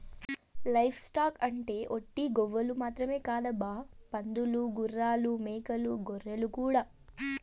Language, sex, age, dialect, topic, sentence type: Telugu, female, 18-24, Southern, agriculture, statement